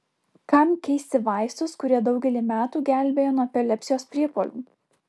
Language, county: Lithuanian, Alytus